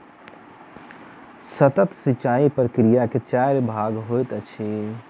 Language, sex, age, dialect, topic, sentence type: Maithili, male, 31-35, Southern/Standard, agriculture, statement